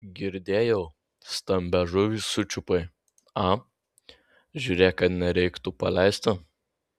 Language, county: Lithuanian, Vilnius